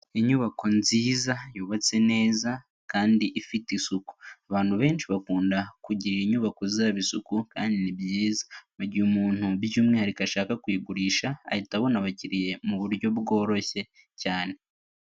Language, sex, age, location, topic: Kinyarwanda, male, 18-24, Huye, education